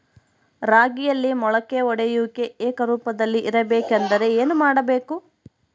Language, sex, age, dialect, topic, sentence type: Kannada, female, 60-100, Central, agriculture, question